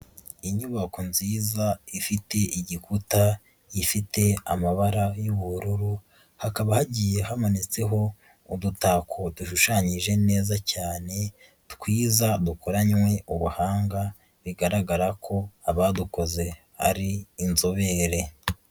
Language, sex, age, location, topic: Kinyarwanda, female, 36-49, Nyagatare, education